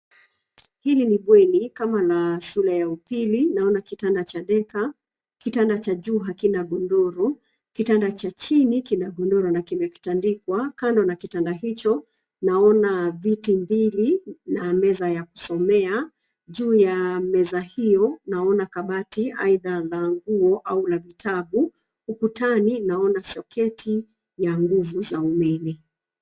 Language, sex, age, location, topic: Swahili, female, 36-49, Nairobi, education